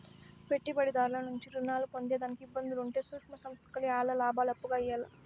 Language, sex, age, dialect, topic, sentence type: Telugu, female, 56-60, Southern, banking, statement